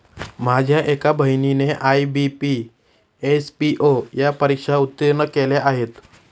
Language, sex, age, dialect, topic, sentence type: Marathi, male, 18-24, Standard Marathi, banking, statement